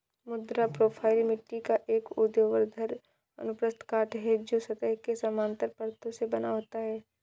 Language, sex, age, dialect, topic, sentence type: Hindi, female, 56-60, Kanauji Braj Bhasha, agriculture, statement